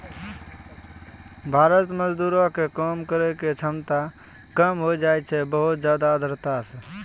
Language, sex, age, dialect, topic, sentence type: Maithili, male, 25-30, Angika, agriculture, statement